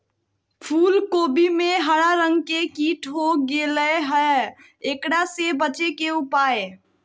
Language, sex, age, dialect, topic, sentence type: Magahi, female, 18-24, Southern, agriculture, question